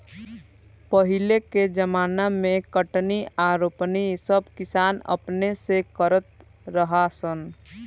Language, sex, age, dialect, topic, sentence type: Bhojpuri, male, <18, Southern / Standard, agriculture, statement